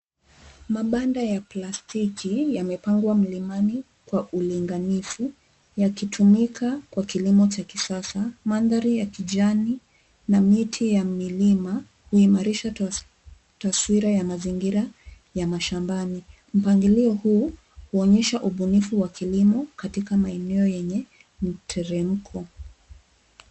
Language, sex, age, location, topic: Swahili, female, 25-35, Nairobi, agriculture